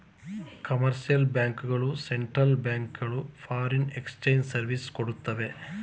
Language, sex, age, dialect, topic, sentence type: Kannada, male, 41-45, Mysore Kannada, banking, statement